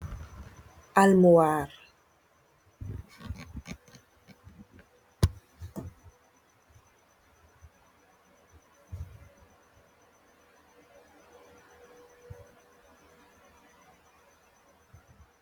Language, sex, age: Wolof, female, 18-24